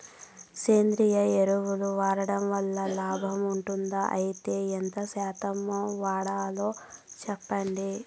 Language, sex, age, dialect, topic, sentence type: Telugu, female, 31-35, Southern, agriculture, question